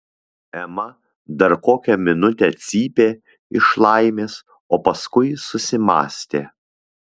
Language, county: Lithuanian, Vilnius